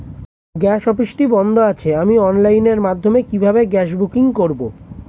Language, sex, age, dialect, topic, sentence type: Bengali, male, 25-30, Standard Colloquial, banking, question